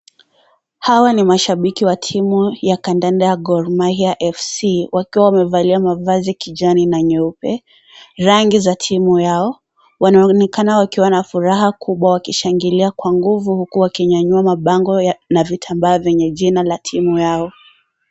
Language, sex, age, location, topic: Swahili, female, 18-24, Kisii, government